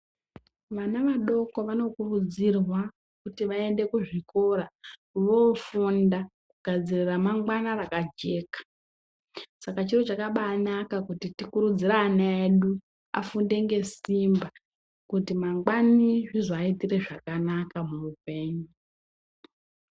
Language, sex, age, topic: Ndau, female, 18-24, education